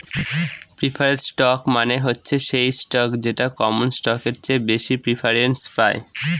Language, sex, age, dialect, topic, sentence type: Bengali, male, 18-24, Northern/Varendri, banking, statement